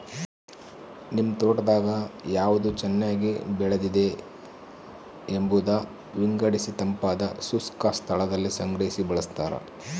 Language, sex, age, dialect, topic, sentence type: Kannada, male, 46-50, Central, agriculture, statement